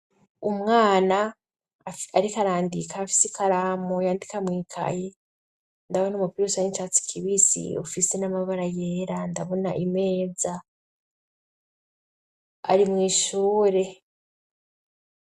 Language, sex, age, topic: Rundi, female, 25-35, education